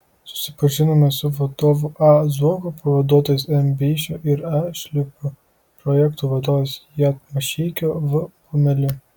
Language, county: Lithuanian, Kaunas